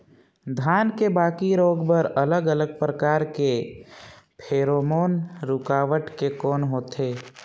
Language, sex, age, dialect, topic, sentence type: Chhattisgarhi, male, 46-50, Northern/Bhandar, agriculture, question